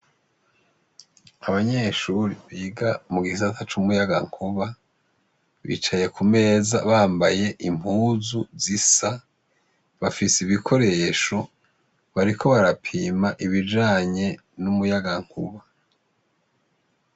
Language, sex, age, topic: Rundi, male, 50+, education